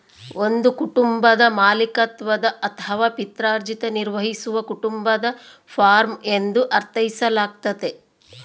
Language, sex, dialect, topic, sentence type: Kannada, female, Central, agriculture, statement